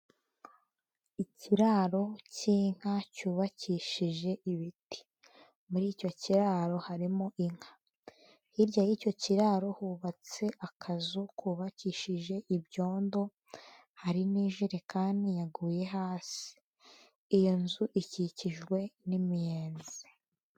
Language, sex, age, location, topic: Kinyarwanda, female, 18-24, Huye, agriculture